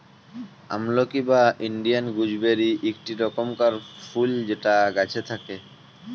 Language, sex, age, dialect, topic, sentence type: Bengali, male, 18-24, Jharkhandi, agriculture, statement